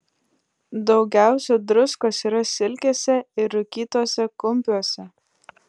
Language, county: Lithuanian, Klaipėda